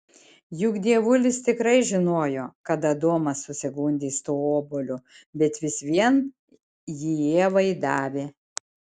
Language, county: Lithuanian, Šiauliai